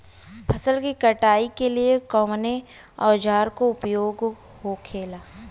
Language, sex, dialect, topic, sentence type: Bhojpuri, female, Western, agriculture, question